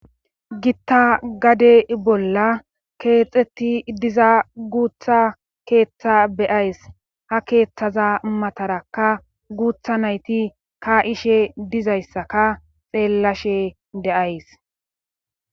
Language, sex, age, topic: Gamo, female, 25-35, government